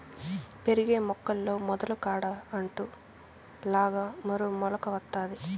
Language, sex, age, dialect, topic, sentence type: Telugu, female, 18-24, Southern, agriculture, statement